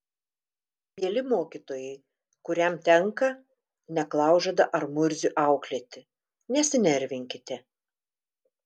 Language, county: Lithuanian, Telšiai